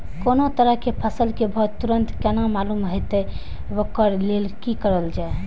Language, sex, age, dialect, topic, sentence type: Maithili, female, 18-24, Eastern / Thethi, agriculture, question